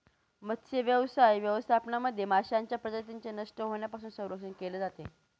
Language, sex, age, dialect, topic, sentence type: Marathi, female, 18-24, Northern Konkan, agriculture, statement